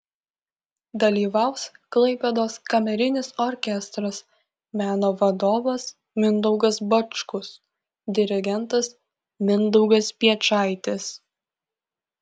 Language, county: Lithuanian, Kaunas